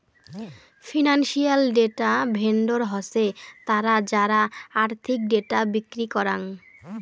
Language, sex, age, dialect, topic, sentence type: Bengali, female, 18-24, Rajbangshi, banking, statement